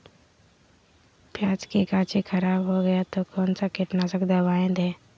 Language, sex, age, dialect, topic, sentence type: Magahi, female, 51-55, Southern, agriculture, question